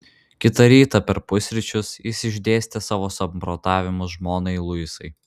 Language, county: Lithuanian, Vilnius